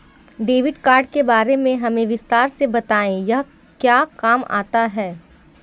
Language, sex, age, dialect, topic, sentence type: Hindi, female, 18-24, Marwari Dhudhari, banking, question